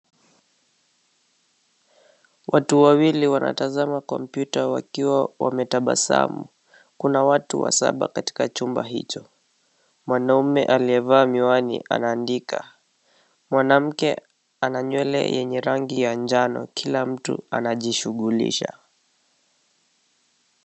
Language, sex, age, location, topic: Swahili, male, 18-24, Nairobi, education